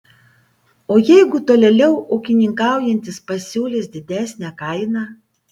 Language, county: Lithuanian, Panevėžys